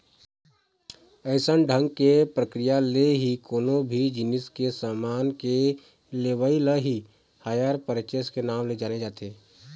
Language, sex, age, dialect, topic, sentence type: Chhattisgarhi, male, 18-24, Eastern, banking, statement